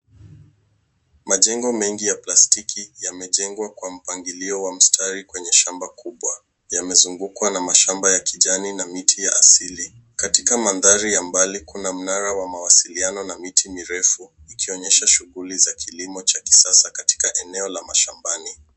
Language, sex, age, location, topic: Swahili, male, 18-24, Nairobi, agriculture